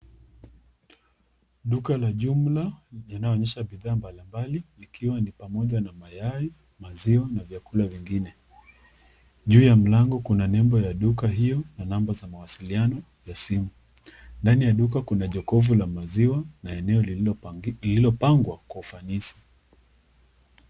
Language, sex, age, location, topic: Swahili, female, 25-35, Nakuru, finance